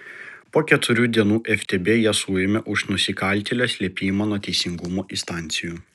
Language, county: Lithuanian, Vilnius